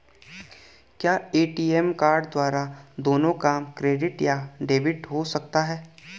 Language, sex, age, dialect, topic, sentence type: Hindi, male, 18-24, Garhwali, banking, question